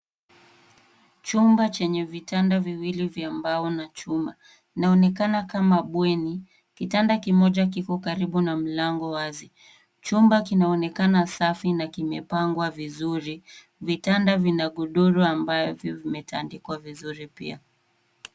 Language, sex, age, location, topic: Swahili, female, 18-24, Nairobi, education